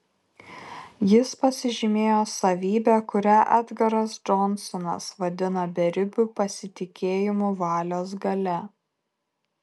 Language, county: Lithuanian, Kaunas